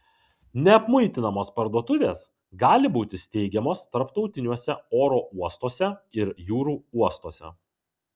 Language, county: Lithuanian, Kaunas